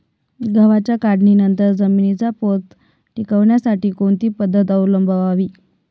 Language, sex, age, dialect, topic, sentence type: Marathi, female, 18-24, Northern Konkan, agriculture, question